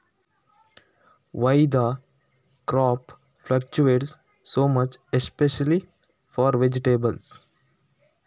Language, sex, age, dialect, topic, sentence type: Kannada, male, 18-24, Coastal/Dakshin, agriculture, question